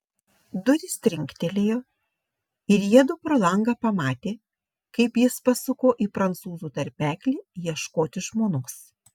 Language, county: Lithuanian, Šiauliai